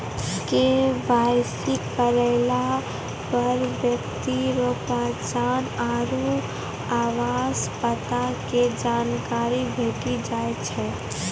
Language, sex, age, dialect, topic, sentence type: Maithili, female, 18-24, Angika, banking, statement